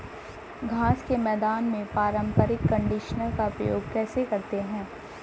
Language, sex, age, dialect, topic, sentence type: Hindi, male, 25-30, Hindustani Malvi Khadi Boli, agriculture, statement